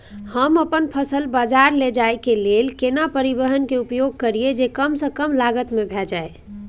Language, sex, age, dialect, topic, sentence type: Maithili, female, 18-24, Bajjika, agriculture, question